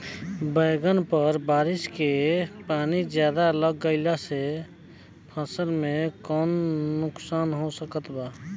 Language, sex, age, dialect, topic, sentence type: Bhojpuri, male, 25-30, Southern / Standard, agriculture, question